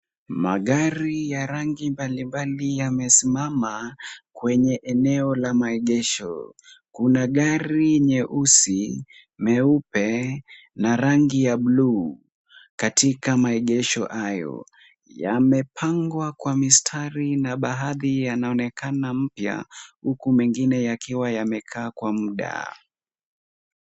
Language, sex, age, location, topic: Swahili, male, 18-24, Kisumu, finance